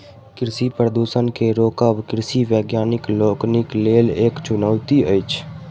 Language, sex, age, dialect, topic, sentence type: Maithili, male, 18-24, Southern/Standard, agriculture, statement